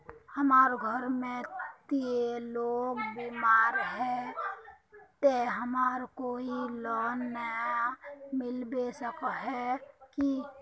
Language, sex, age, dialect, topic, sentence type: Magahi, female, 18-24, Northeastern/Surjapuri, banking, question